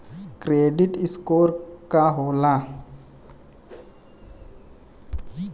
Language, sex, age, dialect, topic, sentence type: Bhojpuri, male, 18-24, Western, banking, question